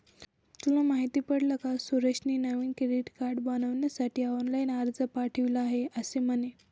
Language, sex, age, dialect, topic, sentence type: Marathi, female, 18-24, Northern Konkan, banking, statement